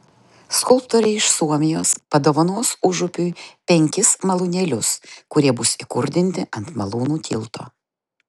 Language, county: Lithuanian, Utena